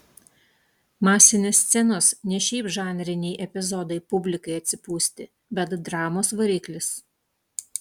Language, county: Lithuanian, Utena